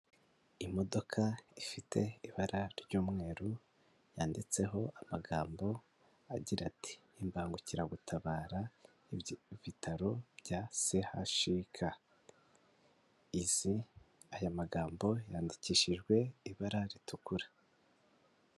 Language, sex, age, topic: Kinyarwanda, male, 18-24, government